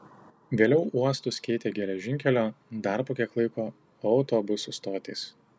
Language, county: Lithuanian, Tauragė